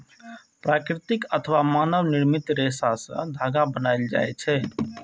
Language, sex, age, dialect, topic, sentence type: Maithili, male, 25-30, Eastern / Thethi, agriculture, statement